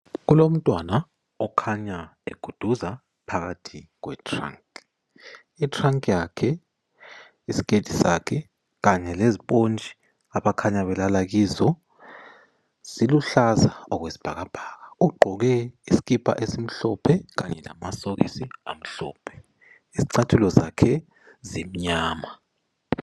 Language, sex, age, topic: North Ndebele, male, 25-35, education